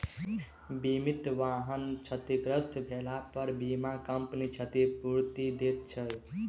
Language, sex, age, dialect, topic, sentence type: Maithili, male, 18-24, Southern/Standard, banking, statement